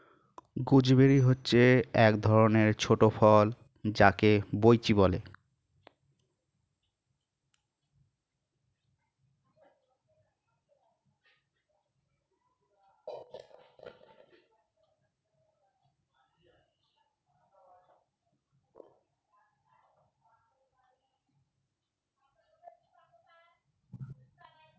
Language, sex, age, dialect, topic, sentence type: Bengali, male, 36-40, Standard Colloquial, agriculture, statement